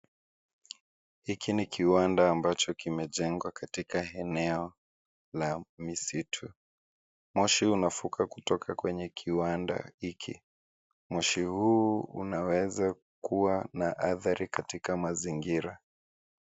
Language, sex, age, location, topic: Swahili, male, 25-35, Nairobi, government